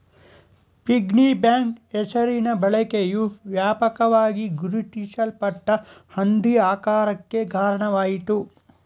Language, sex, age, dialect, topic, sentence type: Kannada, male, 18-24, Mysore Kannada, banking, statement